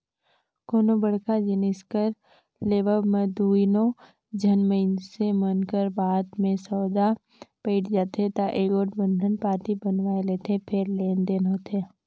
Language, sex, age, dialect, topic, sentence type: Chhattisgarhi, female, 18-24, Northern/Bhandar, banking, statement